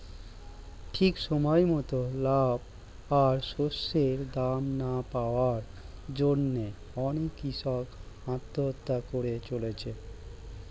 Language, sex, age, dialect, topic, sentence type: Bengali, male, 36-40, Standard Colloquial, agriculture, statement